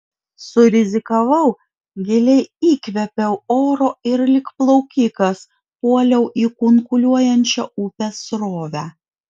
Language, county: Lithuanian, Vilnius